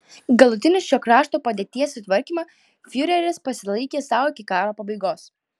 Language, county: Lithuanian, Klaipėda